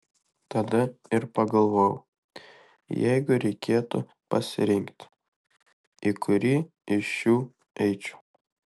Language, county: Lithuanian, Kaunas